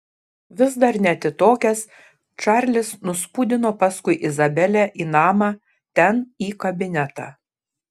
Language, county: Lithuanian, Šiauliai